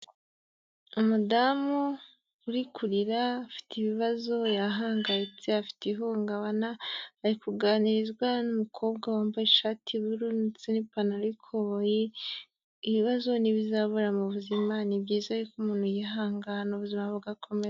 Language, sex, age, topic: Kinyarwanda, female, 25-35, health